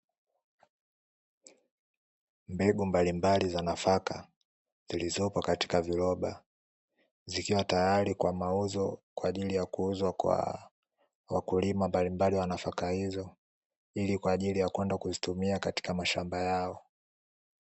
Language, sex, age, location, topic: Swahili, male, 18-24, Dar es Salaam, agriculture